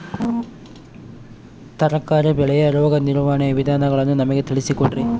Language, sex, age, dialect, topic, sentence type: Kannada, male, 25-30, Central, agriculture, question